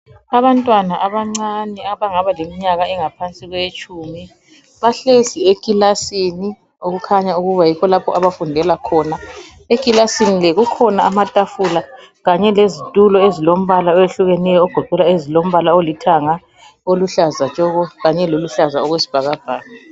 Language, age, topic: North Ndebele, 36-49, education